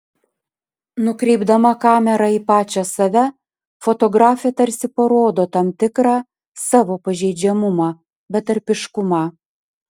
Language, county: Lithuanian, Panevėžys